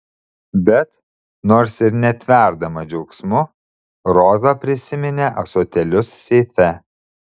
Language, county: Lithuanian, Šiauliai